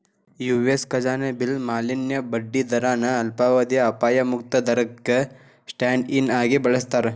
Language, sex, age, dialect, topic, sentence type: Kannada, male, 18-24, Dharwad Kannada, banking, statement